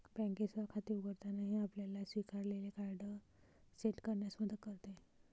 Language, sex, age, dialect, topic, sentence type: Marathi, male, 18-24, Varhadi, banking, statement